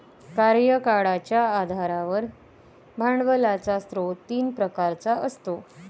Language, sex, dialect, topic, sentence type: Marathi, female, Varhadi, banking, statement